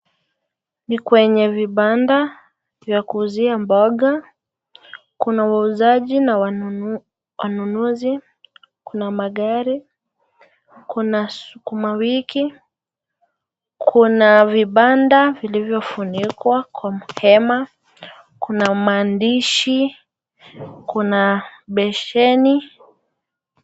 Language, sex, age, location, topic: Swahili, female, 18-24, Nakuru, finance